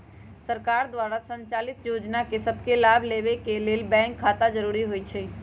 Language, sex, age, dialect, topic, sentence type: Magahi, female, 25-30, Western, banking, statement